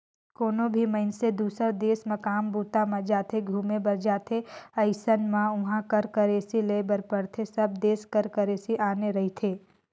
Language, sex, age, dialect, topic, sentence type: Chhattisgarhi, female, 18-24, Northern/Bhandar, banking, statement